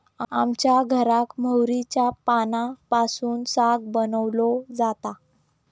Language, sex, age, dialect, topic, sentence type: Marathi, female, 18-24, Southern Konkan, agriculture, statement